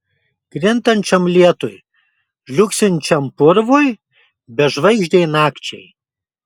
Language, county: Lithuanian, Kaunas